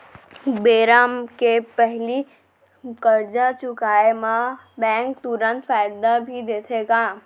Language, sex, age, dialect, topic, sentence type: Chhattisgarhi, female, 25-30, Central, banking, question